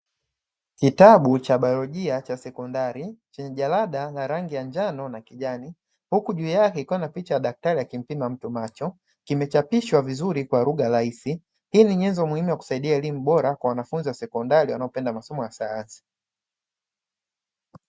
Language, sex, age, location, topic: Swahili, male, 25-35, Dar es Salaam, education